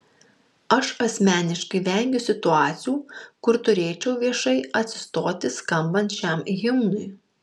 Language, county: Lithuanian, Marijampolė